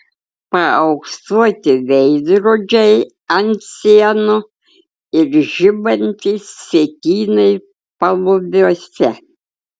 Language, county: Lithuanian, Klaipėda